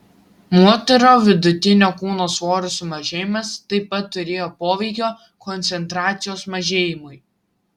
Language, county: Lithuanian, Vilnius